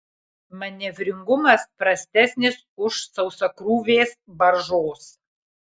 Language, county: Lithuanian, Kaunas